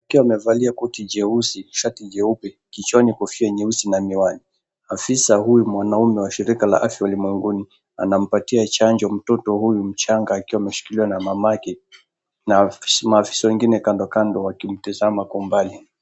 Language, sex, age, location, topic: Swahili, male, 25-35, Mombasa, health